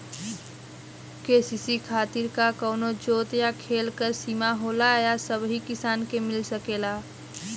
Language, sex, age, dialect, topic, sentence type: Bhojpuri, female, 18-24, Western, agriculture, question